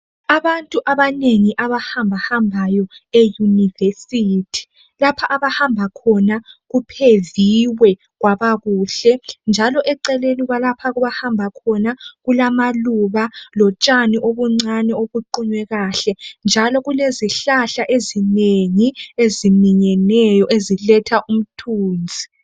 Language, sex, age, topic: North Ndebele, female, 18-24, education